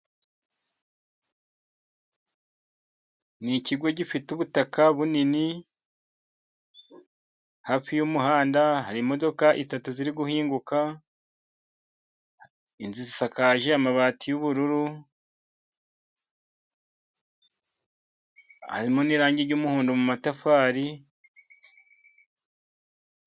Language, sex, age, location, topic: Kinyarwanda, male, 50+, Musanze, government